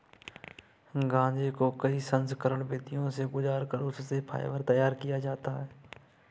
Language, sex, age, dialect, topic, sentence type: Hindi, male, 18-24, Kanauji Braj Bhasha, agriculture, statement